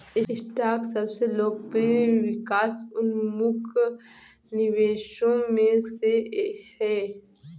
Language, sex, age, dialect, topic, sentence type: Hindi, female, 18-24, Awadhi Bundeli, banking, statement